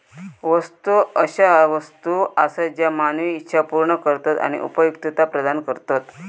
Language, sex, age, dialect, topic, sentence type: Marathi, female, 41-45, Southern Konkan, banking, statement